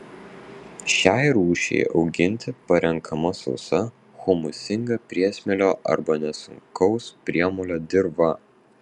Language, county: Lithuanian, Vilnius